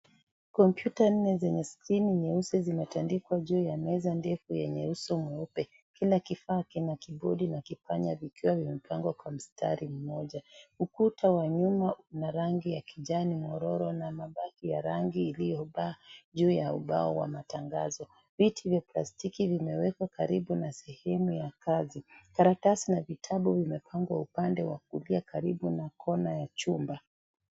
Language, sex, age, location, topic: Swahili, female, 36-49, Kisii, education